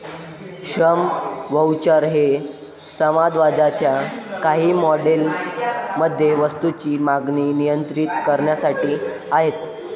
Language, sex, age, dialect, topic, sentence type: Marathi, male, 25-30, Varhadi, banking, statement